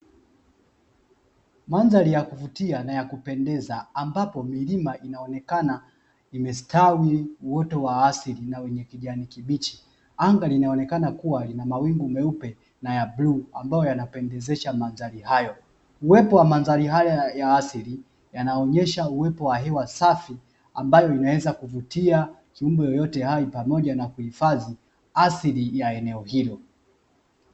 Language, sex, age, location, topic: Swahili, male, 25-35, Dar es Salaam, agriculture